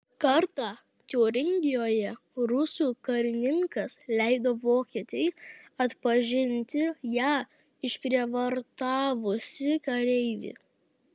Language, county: Lithuanian, Kaunas